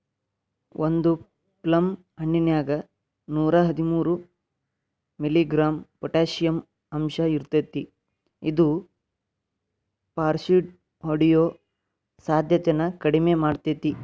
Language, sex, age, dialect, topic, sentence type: Kannada, male, 46-50, Dharwad Kannada, agriculture, statement